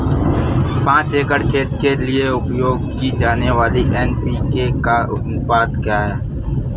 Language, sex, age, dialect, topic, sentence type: Hindi, female, 18-24, Awadhi Bundeli, agriculture, question